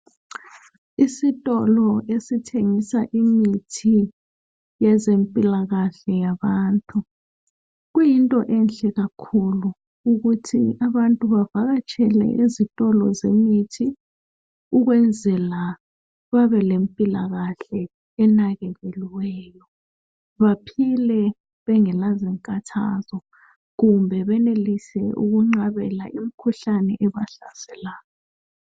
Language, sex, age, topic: North Ndebele, female, 25-35, health